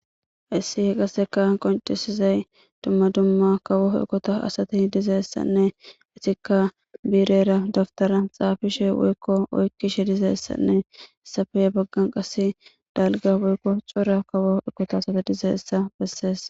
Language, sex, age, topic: Gamo, female, 18-24, government